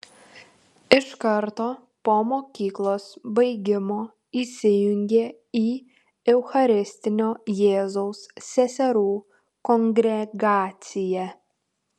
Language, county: Lithuanian, Tauragė